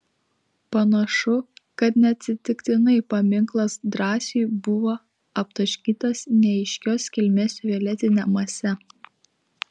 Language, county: Lithuanian, Klaipėda